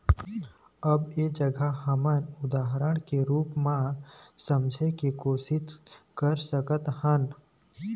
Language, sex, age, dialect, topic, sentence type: Chhattisgarhi, male, 18-24, Eastern, banking, statement